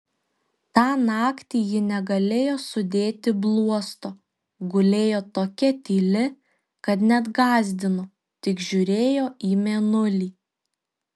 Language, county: Lithuanian, Šiauliai